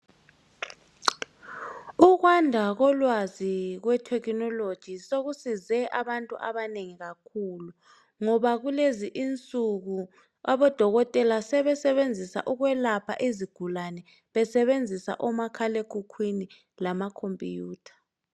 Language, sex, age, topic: North Ndebele, male, 36-49, health